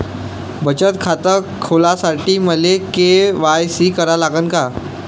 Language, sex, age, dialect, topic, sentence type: Marathi, male, 25-30, Varhadi, banking, question